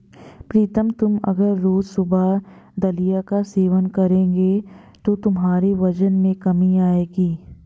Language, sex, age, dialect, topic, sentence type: Hindi, female, 18-24, Marwari Dhudhari, agriculture, statement